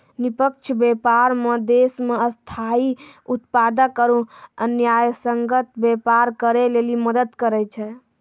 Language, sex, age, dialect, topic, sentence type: Maithili, female, 18-24, Angika, banking, statement